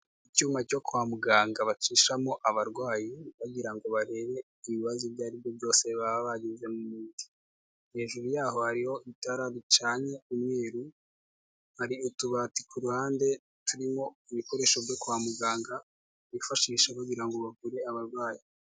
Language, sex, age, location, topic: Kinyarwanda, male, 18-24, Kigali, health